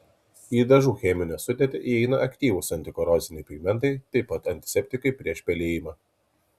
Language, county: Lithuanian, Kaunas